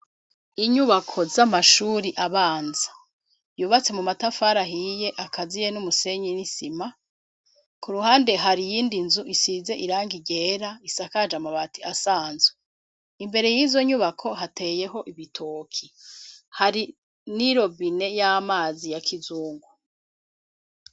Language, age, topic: Rundi, 36-49, education